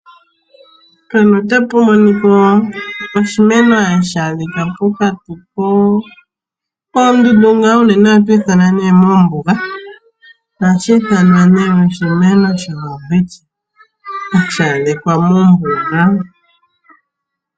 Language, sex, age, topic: Oshiwambo, female, 25-35, agriculture